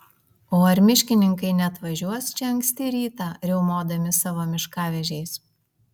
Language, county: Lithuanian, Vilnius